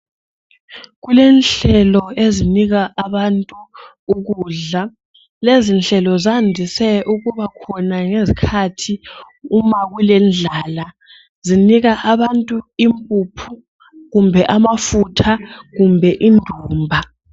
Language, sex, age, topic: North Ndebele, female, 18-24, health